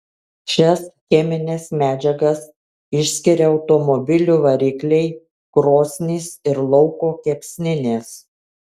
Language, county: Lithuanian, Kaunas